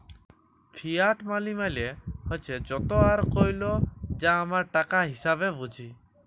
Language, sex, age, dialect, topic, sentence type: Bengali, male, 18-24, Jharkhandi, banking, statement